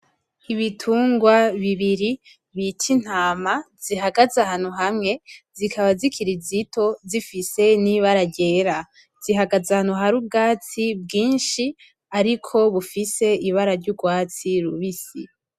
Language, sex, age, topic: Rundi, female, 18-24, agriculture